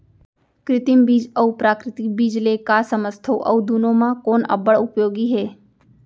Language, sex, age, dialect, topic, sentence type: Chhattisgarhi, female, 25-30, Central, agriculture, question